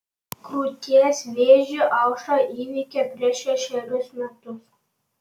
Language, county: Lithuanian, Panevėžys